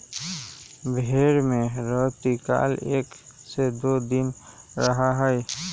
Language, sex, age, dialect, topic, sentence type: Magahi, male, 18-24, Western, agriculture, statement